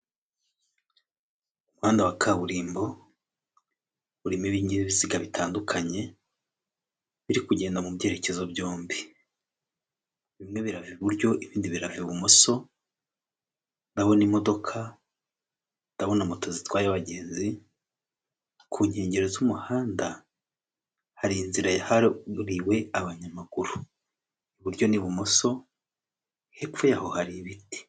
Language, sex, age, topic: Kinyarwanda, male, 36-49, government